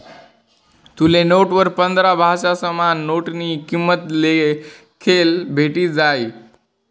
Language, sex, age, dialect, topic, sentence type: Marathi, male, 18-24, Northern Konkan, banking, statement